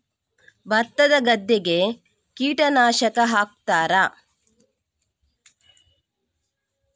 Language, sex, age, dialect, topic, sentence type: Kannada, female, 41-45, Coastal/Dakshin, agriculture, question